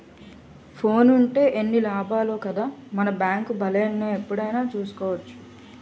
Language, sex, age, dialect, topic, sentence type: Telugu, female, 25-30, Utterandhra, banking, statement